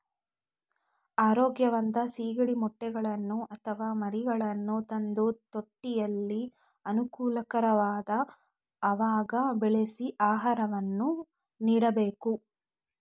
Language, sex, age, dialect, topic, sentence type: Kannada, female, 25-30, Mysore Kannada, agriculture, statement